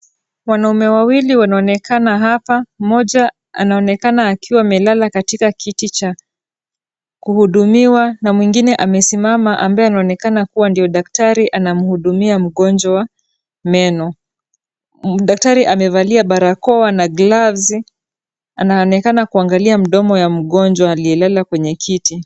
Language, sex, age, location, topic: Swahili, female, 36-49, Kisumu, health